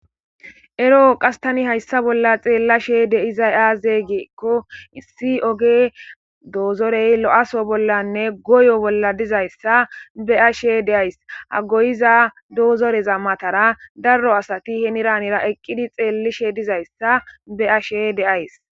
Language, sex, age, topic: Gamo, male, 18-24, government